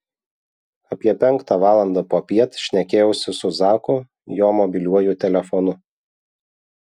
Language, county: Lithuanian, Vilnius